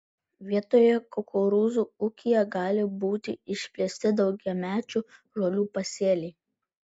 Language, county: Lithuanian, Vilnius